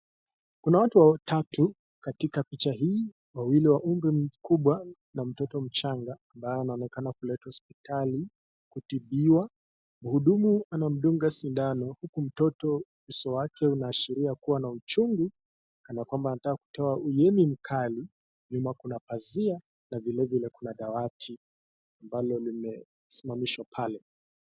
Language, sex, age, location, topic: Swahili, male, 25-35, Kisii, health